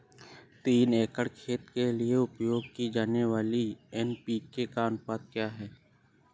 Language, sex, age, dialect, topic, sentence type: Hindi, male, 25-30, Awadhi Bundeli, agriculture, question